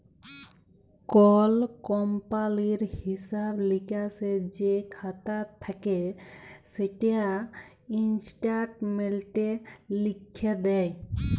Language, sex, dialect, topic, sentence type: Bengali, female, Jharkhandi, banking, statement